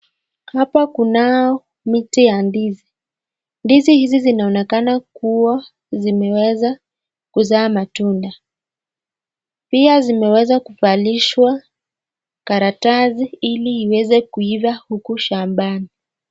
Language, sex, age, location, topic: Swahili, female, 50+, Nakuru, agriculture